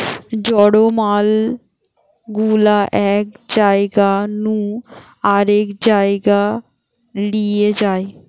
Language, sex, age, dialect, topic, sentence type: Bengali, female, 18-24, Western, banking, statement